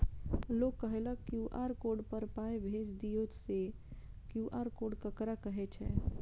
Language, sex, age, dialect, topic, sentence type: Maithili, female, 25-30, Eastern / Thethi, banking, question